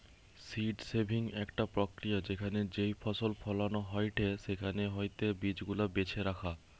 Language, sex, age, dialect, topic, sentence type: Bengali, male, 18-24, Western, agriculture, statement